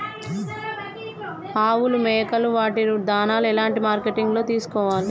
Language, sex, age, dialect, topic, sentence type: Telugu, female, 31-35, Telangana, agriculture, question